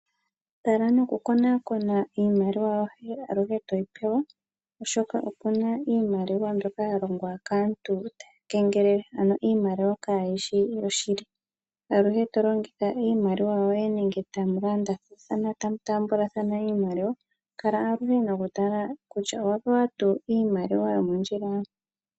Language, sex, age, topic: Oshiwambo, female, 36-49, finance